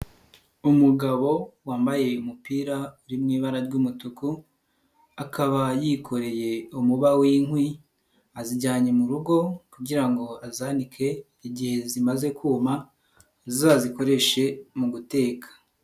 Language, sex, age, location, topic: Kinyarwanda, male, 18-24, Nyagatare, agriculture